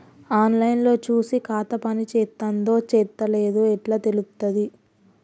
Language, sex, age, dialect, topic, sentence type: Telugu, female, 18-24, Telangana, banking, question